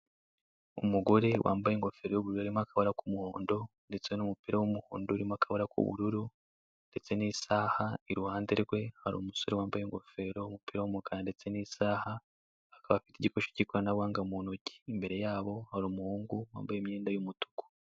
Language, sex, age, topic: Kinyarwanda, male, 18-24, finance